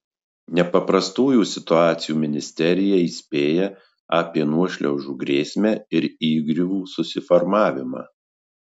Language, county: Lithuanian, Marijampolė